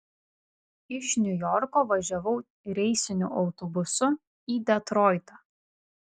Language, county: Lithuanian, Vilnius